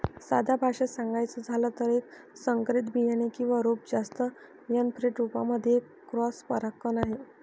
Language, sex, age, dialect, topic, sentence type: Marathi, female, 51-55, Northern Konkan, agriculture, statement